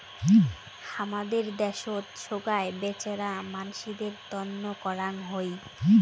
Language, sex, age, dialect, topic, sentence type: Bengali, female, 18-24, Rajbangshi, banking, statement